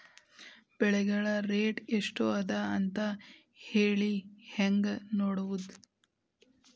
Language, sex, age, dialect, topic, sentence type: Kannada, female, 18-24, Dharwad Kannada, agriculture, question